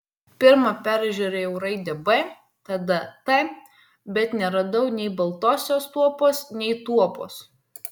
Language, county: Lithuanian, Vilnius